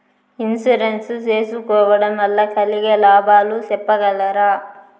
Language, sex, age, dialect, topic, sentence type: Telugu, female, 25-30, Southern, banking, question